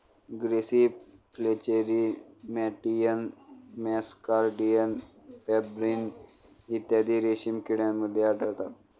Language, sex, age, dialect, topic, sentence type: Marathi, male, 25-30, Standard Marathi, agriculture, statement